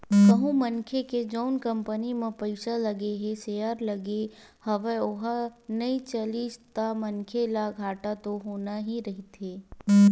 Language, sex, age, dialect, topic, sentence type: Chhattisgarhi, female, 41-45, Western/Budati/Khatahi, banking, statement